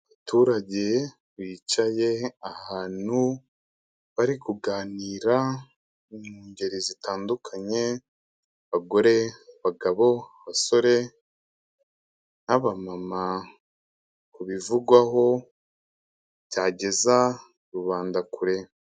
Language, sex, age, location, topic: Kinyarwanda, male, 25-35, Kigali, government